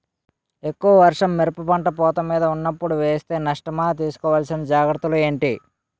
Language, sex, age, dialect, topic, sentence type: Telugu, male, 18-24, Utterandhra, agriculture, question